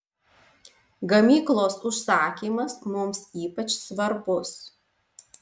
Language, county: Lithuanian, Alytus